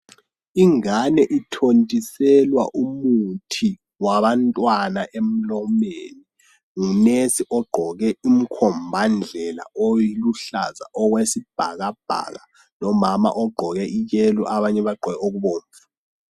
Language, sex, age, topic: North Ndebele, male, 18-24, health